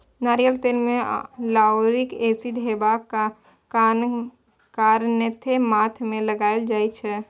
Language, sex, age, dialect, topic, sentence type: Maithili, female, 18-24, Bajjika, agriculture, statement